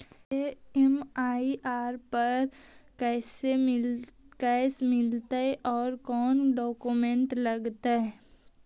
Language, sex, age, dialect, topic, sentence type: Magahi, male, 18-24, Central/Standard, banking, question